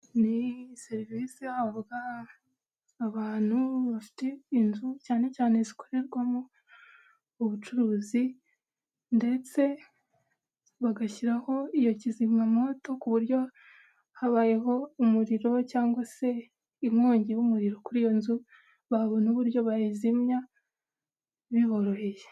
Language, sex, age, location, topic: Kinyarwanda, female, 25-35, Huye, government